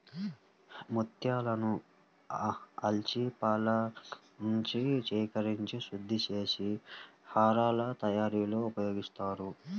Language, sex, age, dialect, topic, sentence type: Telugu, male, 18-24, Central/Coastal, agriculture, statement